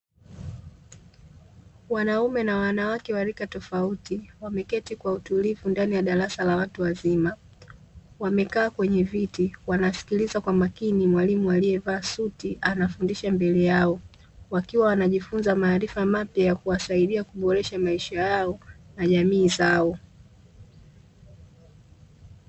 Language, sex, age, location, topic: Swahili, female, 25-35, Dar es Salaam, education